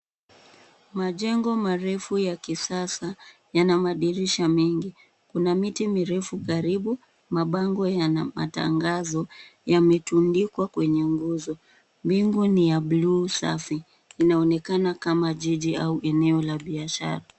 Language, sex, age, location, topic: Swahili, female, 18-24, Nairobi, finance